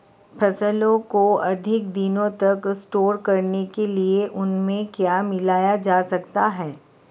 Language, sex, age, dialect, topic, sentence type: Hindi, female, 31-35, Marwari Dhudhari, agriculture, question